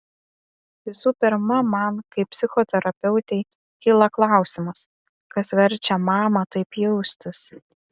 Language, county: Lithuanian, Vilnius